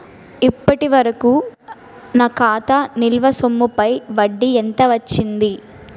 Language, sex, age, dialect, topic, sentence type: Telugu, female, 18-24, Utterandhra, banking, question